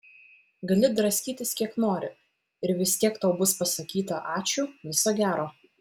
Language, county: Lithuanian, Vilnius